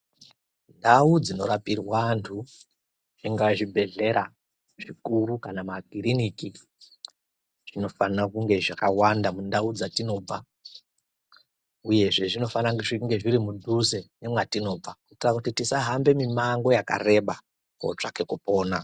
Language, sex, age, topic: Ndau, female, 36-49, health